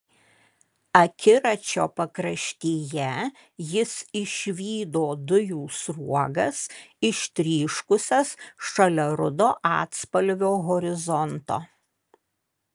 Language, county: Lithuanian, Kaunas